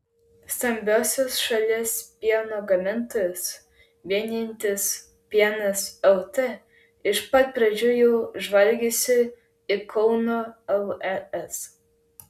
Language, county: Lithuanian, Klaipėda